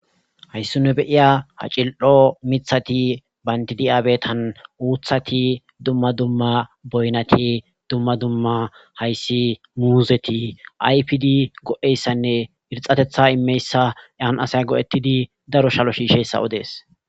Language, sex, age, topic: Gamo, male, 25-35, agriculture